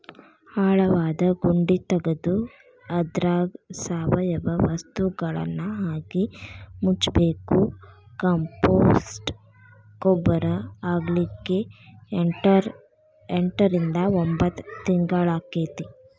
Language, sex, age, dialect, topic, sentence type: Kannada, female, 18-24, Dharwad Kannada, agriculture, statement